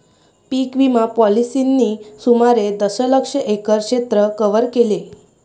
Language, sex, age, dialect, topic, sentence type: Marathi, female, 18-24, Varhadi, banking, statement